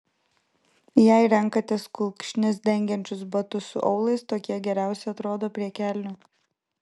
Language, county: Lithuanian, Vilnius